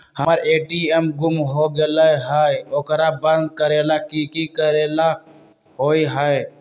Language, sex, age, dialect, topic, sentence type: Magahi, male, 18-24, Western, banking, question